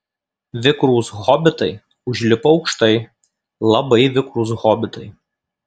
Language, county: Lithuanian, Kaunas